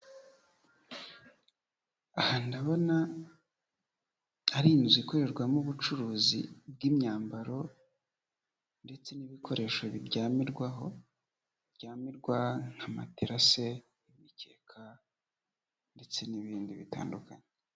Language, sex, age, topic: Kinyarwanda, male, 25-35, finance